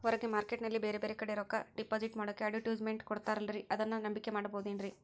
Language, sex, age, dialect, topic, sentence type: Kannada, female, 56-60, Central, banking, question